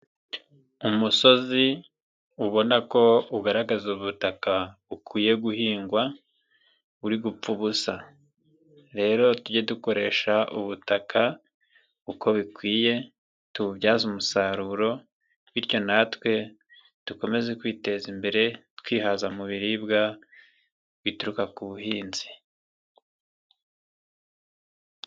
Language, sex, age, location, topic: Kinyarwanda, male, 25-35, Nyagatare, agriculture